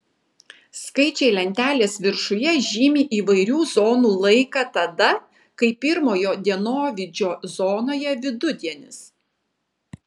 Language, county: Lithuanian, Kaunas